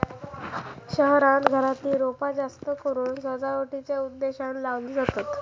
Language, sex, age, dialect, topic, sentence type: Marathi, female, 18-24, Southern Konkan, agriculture, statement